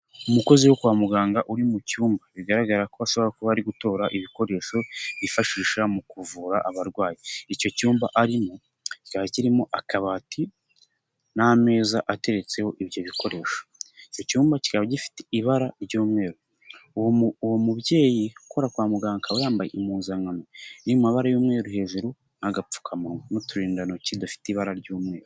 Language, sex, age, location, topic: Kinyarwanda, male, 18-24, Nyagatare, health